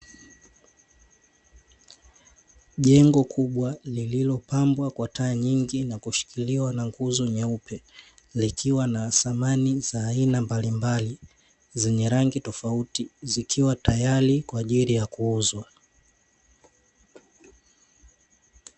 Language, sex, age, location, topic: Swahili, male, 18-24, Dar es Salaam, finance